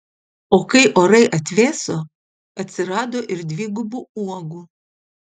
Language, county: Lithuanian, Utena